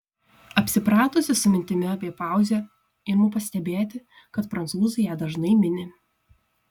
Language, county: Lithuanian, Šiauliai